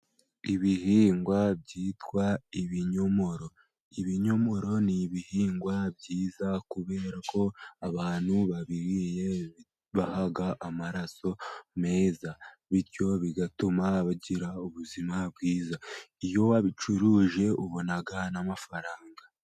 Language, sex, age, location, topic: Kinyarwanda, male, 18-24, Musanze, agriculture